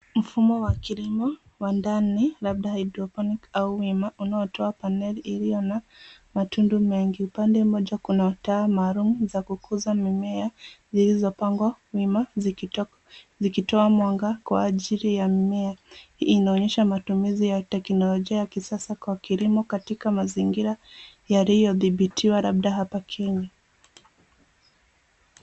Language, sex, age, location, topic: Swahili, female, 36-49, Nairobi, agriculture